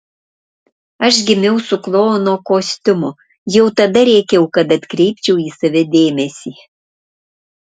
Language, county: Lithuanian, Panevėžys